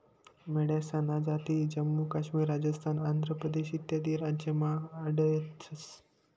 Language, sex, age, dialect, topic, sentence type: Marathi, male, 18-24, Northern Konkan, agriculture, statement